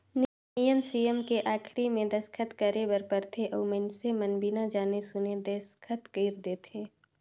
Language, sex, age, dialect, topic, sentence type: Chhattisgarhi, female, 25-30, Northern/Bhandar, banking, statement